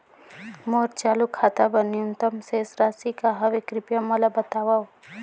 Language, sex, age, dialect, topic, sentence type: Chhattisgarhi, female, 25-30, Northern/Bhandar, banking, statement